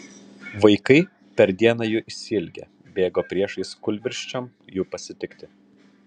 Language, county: Lithuanian, Kaunas